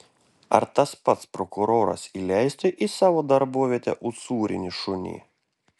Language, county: Lithuanian, Klaipėda